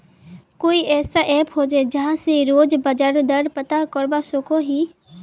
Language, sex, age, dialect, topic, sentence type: Magahi, female, 18-24, Northeastern/Surjapuri, agriculture, question